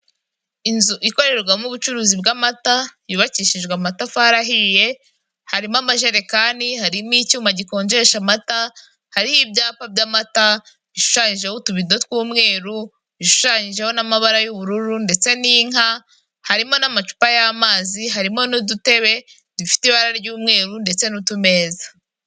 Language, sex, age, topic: Kinyarwanda, female, 18-24, finance